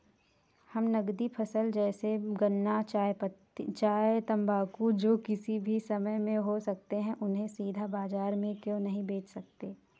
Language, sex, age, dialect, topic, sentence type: Hindi, female, 25-30, Awadhi Bundeli, agriculture, question